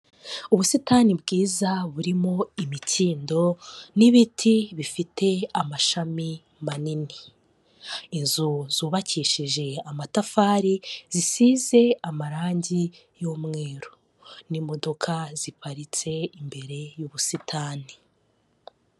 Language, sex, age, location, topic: Kinyarwanda, female, 25-35, Kigali, health